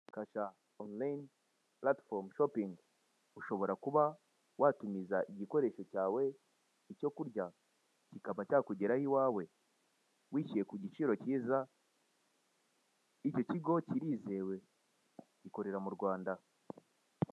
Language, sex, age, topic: Kinyarwanda, male, 18-24, finance